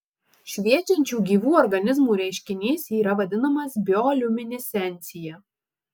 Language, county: Lithuanian, Marijampolė